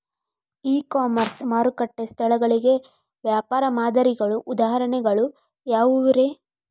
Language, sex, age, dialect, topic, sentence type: Kannada, female, 18-24, Dharwad Kannada, agriculture, question